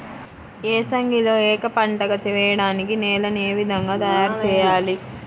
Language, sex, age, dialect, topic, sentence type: Telugu, female, 51-55, Central/Coastal, agriculture, question